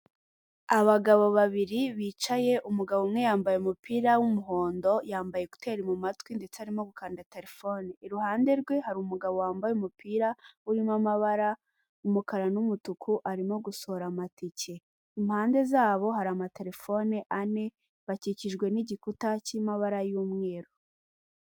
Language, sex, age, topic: Kinyarwanda, female, 18-24, government